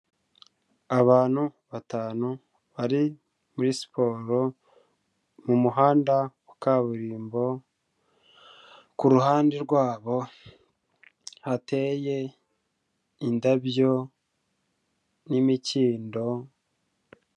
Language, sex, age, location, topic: Kinyarwanda, male, 25-35, Kigali, health